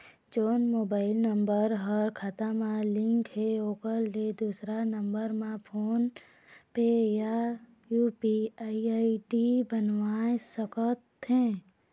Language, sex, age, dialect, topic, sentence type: Chhattisgarhi, female, 18-24, Eastern, banking, question